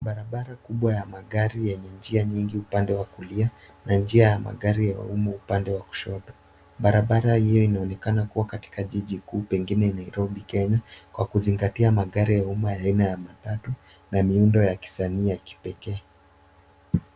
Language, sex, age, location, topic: Swahili, male, 18-24, Nairobi, government